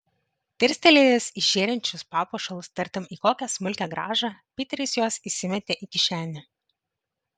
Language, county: Lithuanian, Vilnius